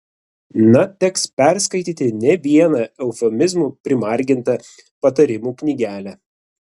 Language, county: Lithuanian, Vilnius